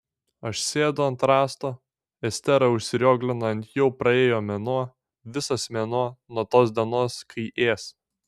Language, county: Lithuanian, Šiauliai